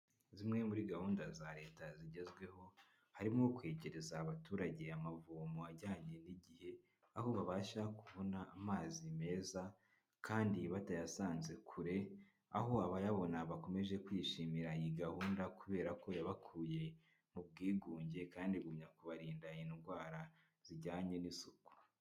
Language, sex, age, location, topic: Kinyarwanda, male, 25-35, Kigali, health